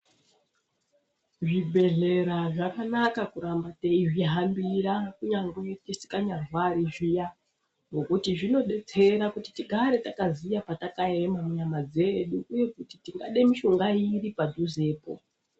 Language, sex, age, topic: Ndau, female, 25-35, health